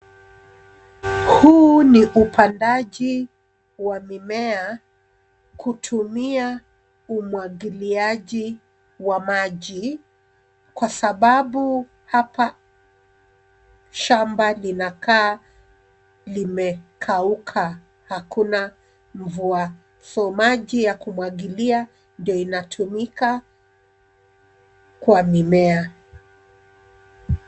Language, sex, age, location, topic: Swahili, female, 36-49, Nairobi, agriculture